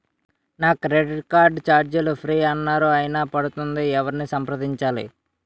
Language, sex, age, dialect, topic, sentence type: Telugu, male, 18-24, Utterandhra, banking, question